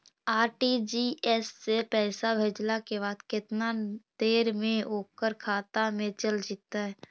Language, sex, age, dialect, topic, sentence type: Magahi, female, 51-55, Central/Standard, banking, question